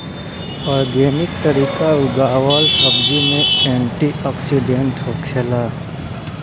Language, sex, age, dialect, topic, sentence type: Bhojpuri, male, 18-24, Northern, agriculture, statement